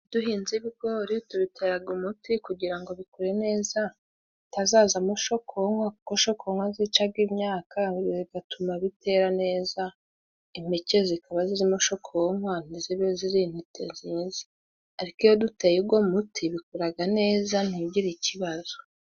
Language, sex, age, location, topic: Kinyarwanda, female, 25-35, Musanze, health